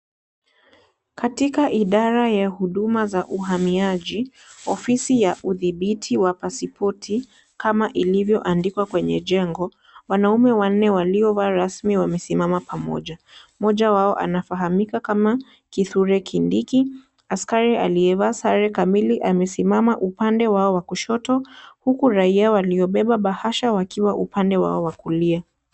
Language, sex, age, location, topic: Swahili, female, 18-24, Kisii, government